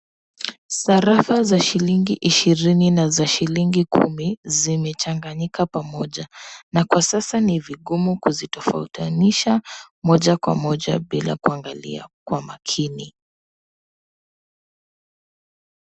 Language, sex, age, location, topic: Swahili, female, 18-24, Kisumu, finance